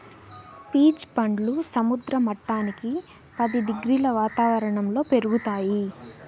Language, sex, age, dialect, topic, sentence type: Telugu, female, 18-24, Southern, agriculture, statement